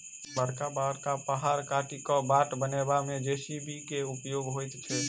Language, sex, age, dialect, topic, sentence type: Maithili, male, 18-24, Southern/Standard, agriculture, statement